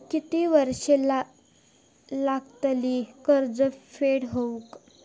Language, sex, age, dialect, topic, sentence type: Marathi, female, 25-30, Southern Konkan, banking, question